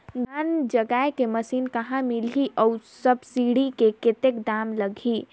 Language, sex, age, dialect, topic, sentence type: Chhattisgarhi, female, 18-24, Northern/Bhandar, agriculture, question